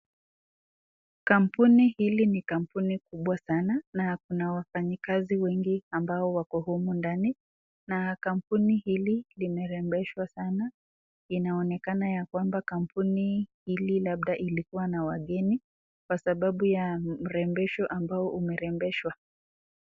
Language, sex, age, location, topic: Swahili, female, 25-35, Nakuru, government